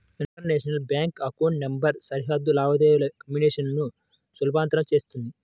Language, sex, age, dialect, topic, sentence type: Telugu, male, 18-24, Central/Coastal, banking, statement